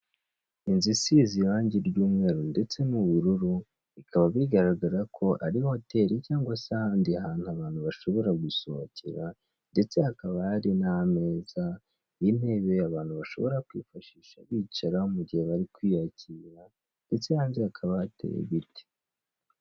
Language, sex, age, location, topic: Kinyarwanda, male, 18-24, Kigali, finance